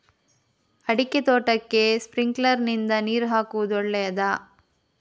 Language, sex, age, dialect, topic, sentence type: Kannada, female, 25-30, Coastal/Dakshin, agriculture, question